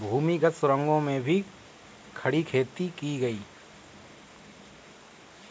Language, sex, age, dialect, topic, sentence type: Hindi, male, 31-35, Kanauji Braj Bhasha, agriculture, statement